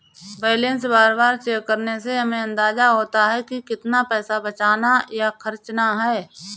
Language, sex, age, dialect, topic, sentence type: Hindi, female, 31-35, Awadhi Bundeli, banking, statement